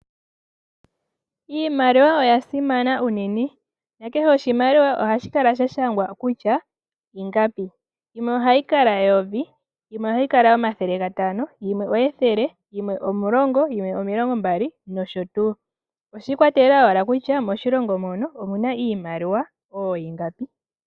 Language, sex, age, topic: Oshiwambo, female, 18-24, finance